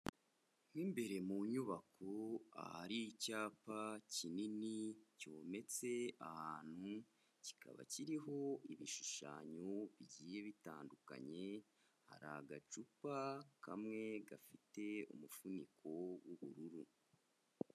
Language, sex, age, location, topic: Kinyarwanda, male, 25-35, Kigali, agriculture